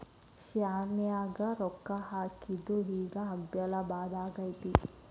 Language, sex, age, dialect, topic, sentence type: Kannada, female, 18-24, Dharwad Kannada, banking, statement